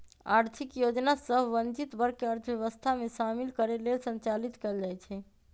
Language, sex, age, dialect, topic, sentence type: Magahi, male, 25-30, Western, banking, statement